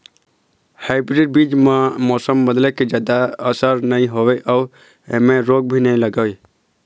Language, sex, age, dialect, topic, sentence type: Chhattisgarhi, male, 46-50, Eastern, agriculture, statement